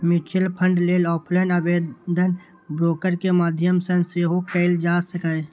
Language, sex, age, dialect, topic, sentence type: Maithili, male, 18-24, Eastern / Thethi, banking, statement